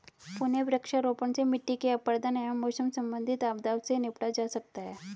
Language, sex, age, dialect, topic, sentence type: Hindi, female, 36-40, Hindustani Malvi Khadi Boli, agriculture, statement